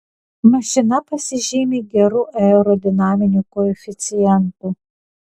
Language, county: Lithuanian, Vilnius